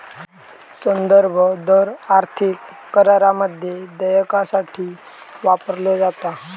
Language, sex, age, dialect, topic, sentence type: Marathi, male, 18-24, Southern Konkan, banking, statement